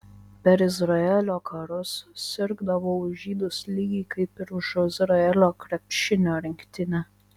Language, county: Lithuanian, Vilnius